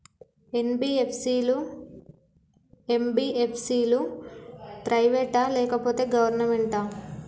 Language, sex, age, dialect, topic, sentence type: Telugu, female, 18-24, Telangana, banking, question